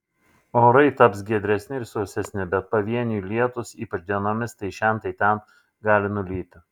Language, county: Lithuanian, Šiauliai